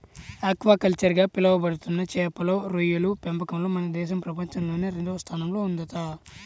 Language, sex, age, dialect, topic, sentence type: Telugu, male, 18-24, Central/Coastal, agriculture, statement